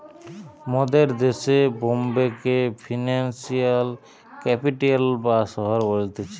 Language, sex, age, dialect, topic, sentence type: Bengali, male, 31-35, Western, banking, statement